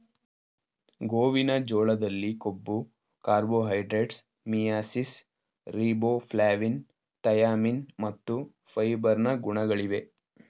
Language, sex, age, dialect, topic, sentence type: Kannada, male, 18-24, Mysore Kannada, agriculture, statement